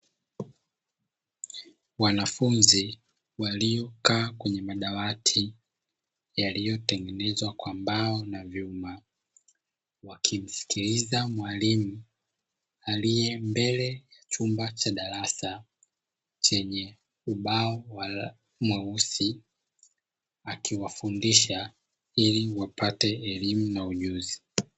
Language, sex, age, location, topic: Swahili, male, 25-35, Dar es Salaam, education